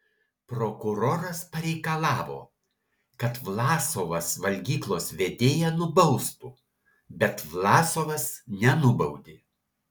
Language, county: Lithuanian, Alytus